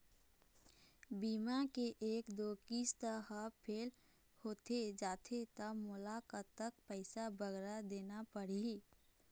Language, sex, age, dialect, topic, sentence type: Chhattisgarhi, female, 46-50, Eastern, banking, question